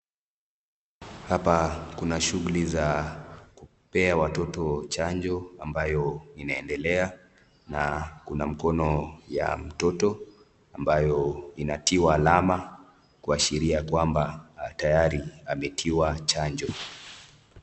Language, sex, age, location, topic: Swahili, male, 18-24, Nakuru, health